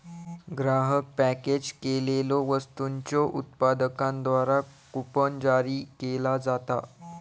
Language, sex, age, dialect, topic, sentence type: Marathi, male, 46-50, Southern Konkan, banking, statement